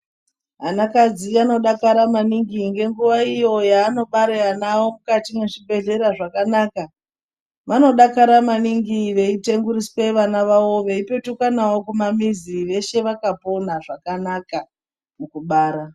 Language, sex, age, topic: Ndau, female, 36-49, health